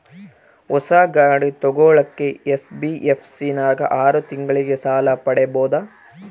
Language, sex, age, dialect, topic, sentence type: Kannada, male, 18-24, Central, banking, question